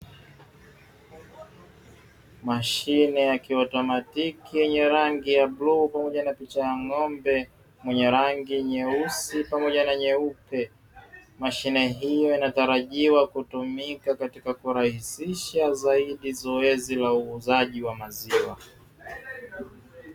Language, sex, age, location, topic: Swahili, male, 18-24, Dar es Salaam, finance